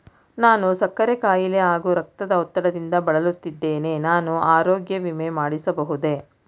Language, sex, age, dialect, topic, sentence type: Kannada, female, 46-50, Mysore Kannada, banking, question